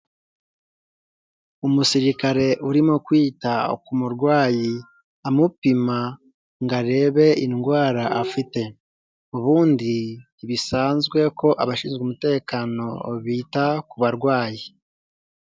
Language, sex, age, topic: Kinyarwanda, male, 18-24, health